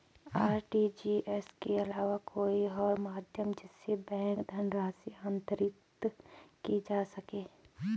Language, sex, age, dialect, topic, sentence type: Hindi, female, 18-24, Garhwali, banking, question